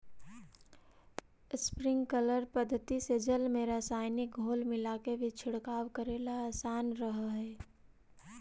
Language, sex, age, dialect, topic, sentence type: Magahi, female, 18-24, Central/Standard, agriculture, statement